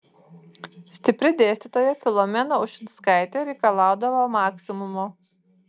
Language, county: Lithuanian, Vilnius